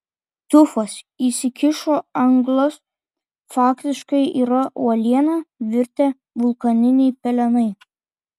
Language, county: Lithuanian, Kaunas